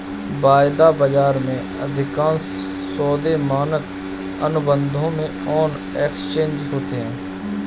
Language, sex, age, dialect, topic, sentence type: Hindi, male, 31-35, Kanauji Braj Bhasha, banking, statement